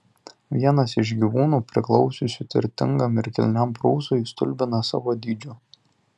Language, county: Lithuanian, Tauragė